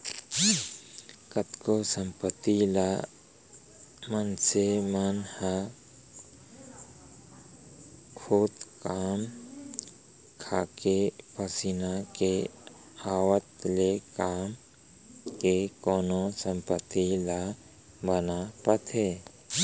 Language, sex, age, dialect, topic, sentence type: Chhattisgarhi, male, 41-45, Central, banking, statement